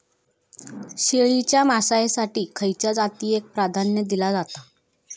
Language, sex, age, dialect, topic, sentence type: Marathi, female, 25-30, Southern Konkan, agriculture, statement